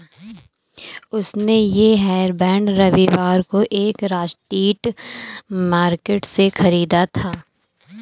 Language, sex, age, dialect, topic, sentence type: Hindi, female, 18-24, Awadhi Bundeli, agriculture, statement